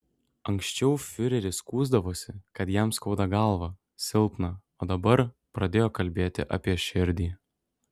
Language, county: Lithuanian, Šiauliai